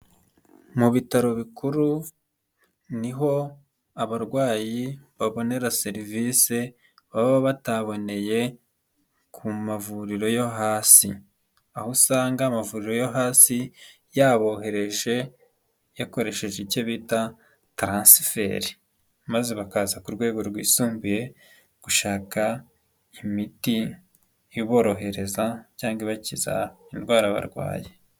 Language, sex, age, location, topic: Kinyarwanda, male, 25-35, Nyagatare, health